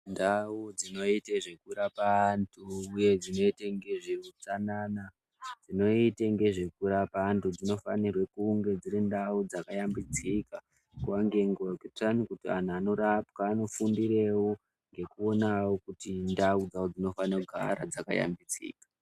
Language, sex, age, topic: Ndau, female, 25-35, health